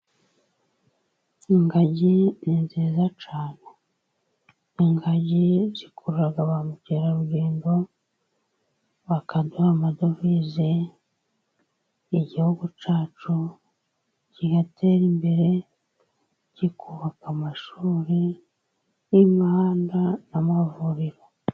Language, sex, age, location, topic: Kinyarwanda, female, 36-49, Musanze, agriculture